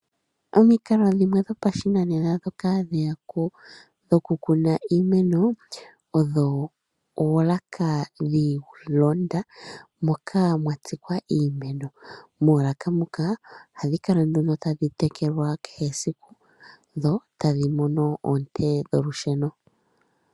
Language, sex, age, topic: Oshiwambo, male, 25-35, agriculture